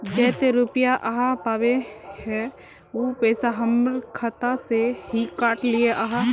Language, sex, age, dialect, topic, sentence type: Magahi, female, 18-24, Northeastern/Surjapuri, banking, question